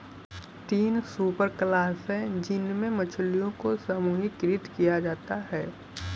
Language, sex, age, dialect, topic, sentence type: Hindi, male, 18-24, Kanauji Braj Bhasha, agriculture, statement